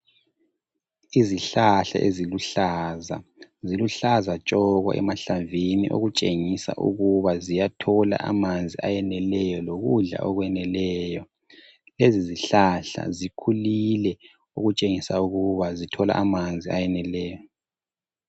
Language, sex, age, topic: North Ndebele, male, 50+, health